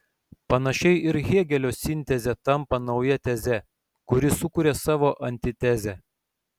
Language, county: Lithuanian, Šiauliai